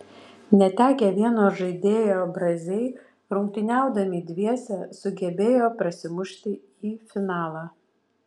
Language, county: Lithuanian, Vilnius